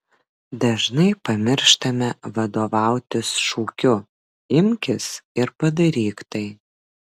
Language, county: Lithuanian, Vilnius